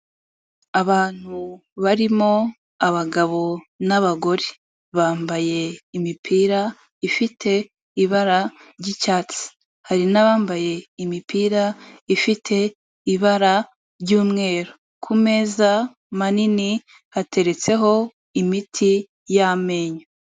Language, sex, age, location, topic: Kinyarwanda, female, 18-24, Kigali, health